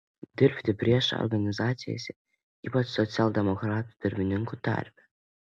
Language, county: Lithuanian, Panevėžys